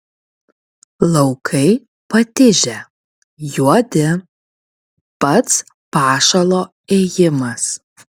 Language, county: Lithuanian, Kaunas